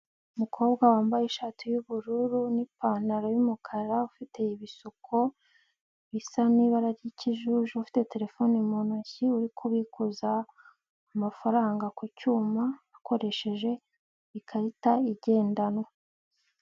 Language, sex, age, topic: Kinyarwanda, female, 18-24, finance